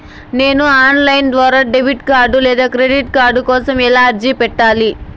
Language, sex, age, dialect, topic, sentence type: Telugu, female, 18-24, Southern, banking, question